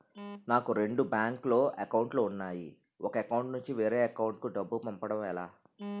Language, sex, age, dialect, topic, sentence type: Telugu, male, 31-35, Utterandhra, banking, question